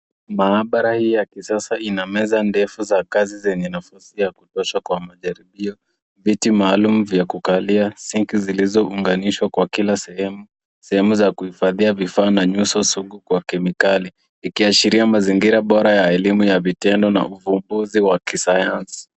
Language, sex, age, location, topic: Swahili, female, 25-35, Nairobi, education